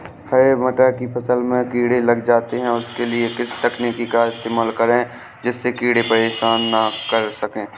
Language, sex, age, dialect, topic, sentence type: Hindi, male, 18-24, Awadhi Bundeli, agriculture, question